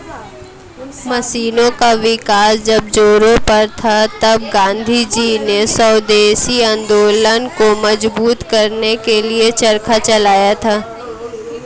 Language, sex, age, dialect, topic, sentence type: Hindi, female, 18-24, Hindustani Malvi Khadi Boli, agriculture, statement